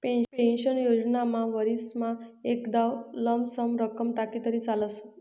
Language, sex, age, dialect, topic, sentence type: Marathi, female, 60-100, Northern Konkan, banking, statement